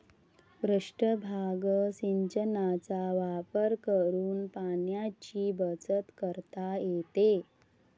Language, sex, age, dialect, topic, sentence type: Marathi, female, 60-100, Varhadi, agriculture, statement